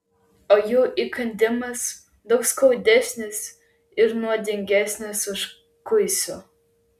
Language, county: Lithuanian, Klaipėda